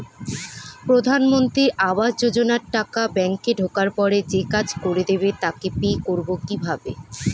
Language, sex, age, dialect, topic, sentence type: Bengali, female, 18-24, Standard Colloquial, banking, question